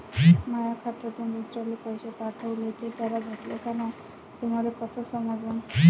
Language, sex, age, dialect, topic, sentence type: Marathi, female, 18-24, Varhadi, banking, question